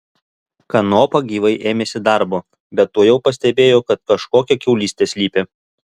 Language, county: Lithuanian, Alytus